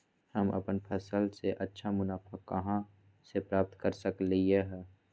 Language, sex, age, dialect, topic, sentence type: Magahi, male, 25-30, Western, agriculture, question